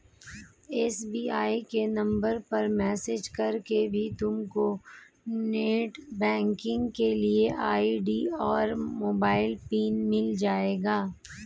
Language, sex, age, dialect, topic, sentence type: Hindi, female, 41-45, Hindustani Malvi Khadi Boli, banking, statement